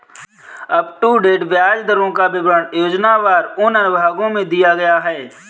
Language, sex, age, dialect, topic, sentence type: Hindi, male, 25-30, Kanauji Braj Bhasha, banking, statement